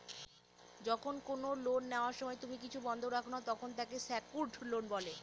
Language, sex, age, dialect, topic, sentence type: Bengali, female, 18-24, Northern/Varendri, banking, statement